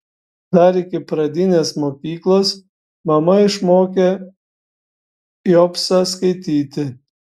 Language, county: Lithuanian, Šiauliai